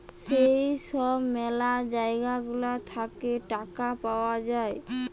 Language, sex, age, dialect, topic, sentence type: Bengali, female, 18-24, Western, banking, statement